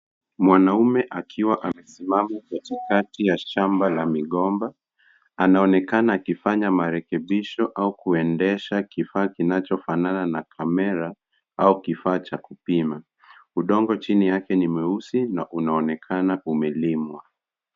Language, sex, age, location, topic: Swahili, male, 50+, Kisumu, agriculture